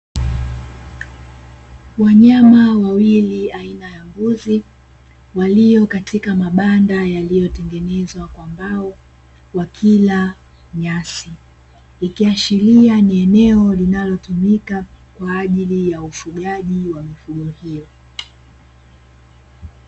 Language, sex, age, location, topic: Swahili, female, 18-24, Dar es Salaam, agriculture